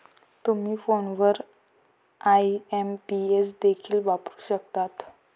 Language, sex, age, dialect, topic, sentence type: Marathi, female, 18-24, Varhadi, banking, statement